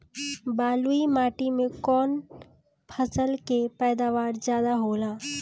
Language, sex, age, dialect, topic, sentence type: Bhojpuri, female, 36-40, Northern, agriculture, question